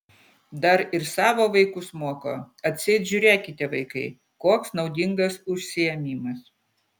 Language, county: Lithuanian, Utena